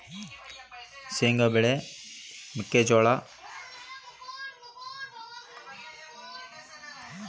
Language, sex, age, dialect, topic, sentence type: Kannada, male, 36-40, Central, agriculture, question